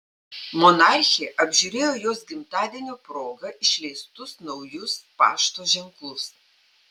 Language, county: Lithuanian, Panevėžys